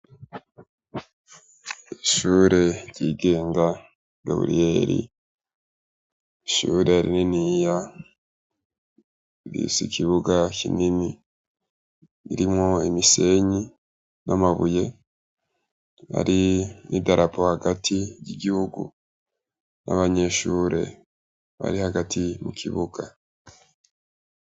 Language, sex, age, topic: Rundi, male, 18-24, education